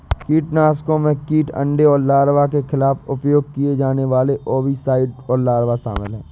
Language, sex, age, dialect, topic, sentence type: Hindi, male, 18-24, Awadhi Bundeli, agriculture, statement